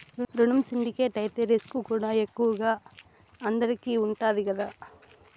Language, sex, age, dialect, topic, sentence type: Telugu, female, 60-100, Southern, banking, statement